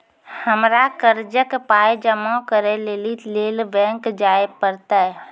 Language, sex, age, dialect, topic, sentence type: Maithili, female, 18-24, Angika, banking, question